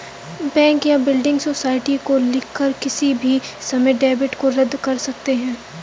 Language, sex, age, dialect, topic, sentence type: Hindi, female, 18-24, Kanauji Braj Bhasha, banking, statement